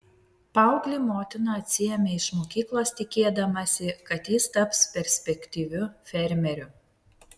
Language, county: Lithuanian, Vilnius